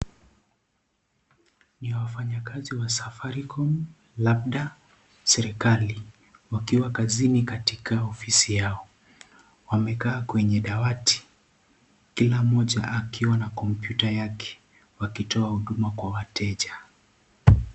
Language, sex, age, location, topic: Swahili, male, 18-24, Kisii, government